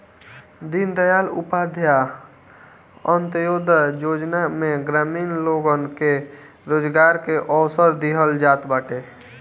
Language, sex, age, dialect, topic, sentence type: Bhojpuri, male, 18-24, Northern, banking, statement